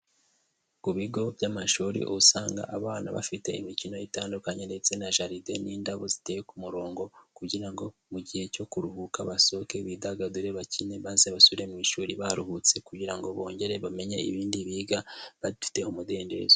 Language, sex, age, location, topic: Kinyarwanda, male, 18-24, Huye, education